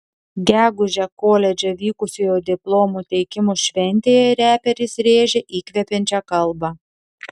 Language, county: Lithuanian, Telšiai